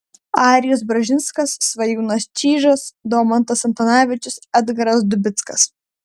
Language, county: Lithuanian, Vilnius